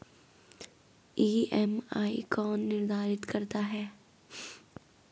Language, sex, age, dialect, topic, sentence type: Hindi, female, 25-30, Garhwali, banking, question